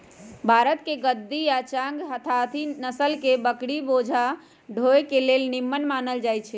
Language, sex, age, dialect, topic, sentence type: Magahi, female, 18-24, Western, agriculture, statement